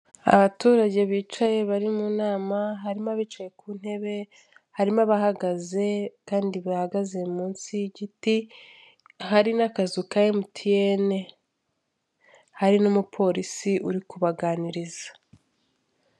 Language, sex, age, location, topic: Kinyarwanda, female, 25-35, Kigali, government